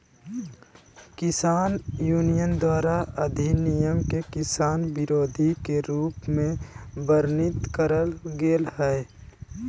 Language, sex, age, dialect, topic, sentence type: Magahi, male, 25-30, Southern, agriculture, statement